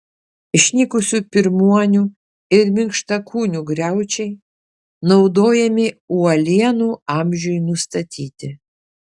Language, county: Lithuanian, Kaunas